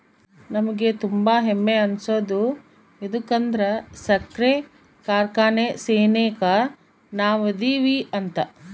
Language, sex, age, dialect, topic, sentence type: Kannada, female, 25-30, Central, agriculture, statement